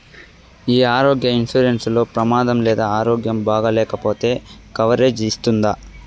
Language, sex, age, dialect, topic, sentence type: Telugu, male, 41-45, Southern, banking, question